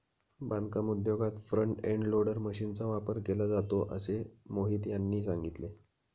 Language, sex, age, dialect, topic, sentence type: Marathi, male, 31-35, Standard Marathi, agriculture, statement